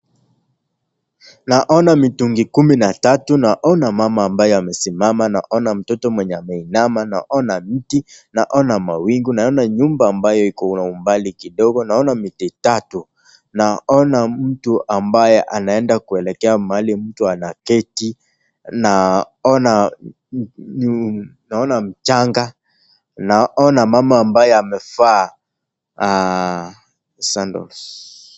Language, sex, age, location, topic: Swahili, male, 18-24, Nakuru, health